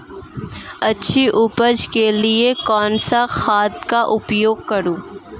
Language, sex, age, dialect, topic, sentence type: Hindi, female, 18-24, Marwari Dhudhari, agriculture, question